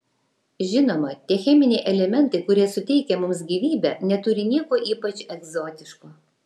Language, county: Lithuanian, Vilnius